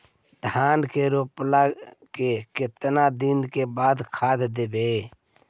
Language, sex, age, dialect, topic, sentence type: Magahi, male, 41-45, Central/Standard, agriculture, question